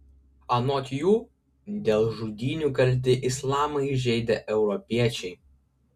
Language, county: Lithuanian, Klaipėda